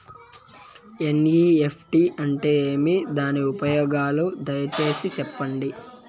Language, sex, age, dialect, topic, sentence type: Telugu, male, 18-24, Southern, banking, question